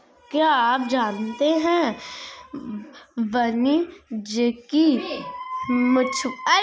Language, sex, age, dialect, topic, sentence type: Hindi, female, 51-55, Marwari Dhudhari, agriculture, statement